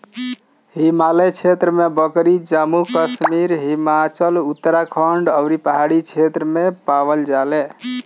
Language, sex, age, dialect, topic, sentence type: Bhojpuri, male, 25-30, Northern, agriculture, statement